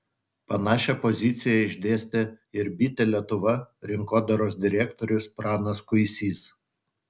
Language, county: Lithuanian, Utena